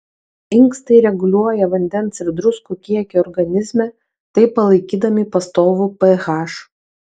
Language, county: Lithuanian, Kaunas